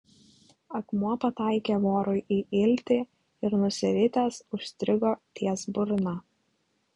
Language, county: Lithuanian, Klaipėda